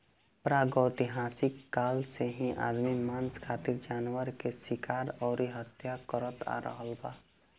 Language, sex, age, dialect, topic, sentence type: Bhojpuri, male, 18-24, Southern / Standard, agriculture, statement